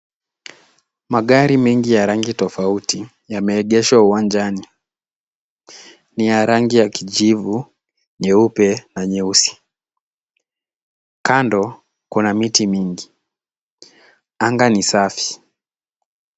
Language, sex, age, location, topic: Swahili, male, 18-24, Kisumu, finance